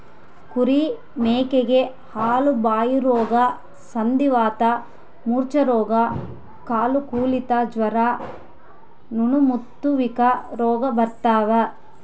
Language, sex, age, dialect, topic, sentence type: Kannada, female, 31-35, Central, agriculture, statement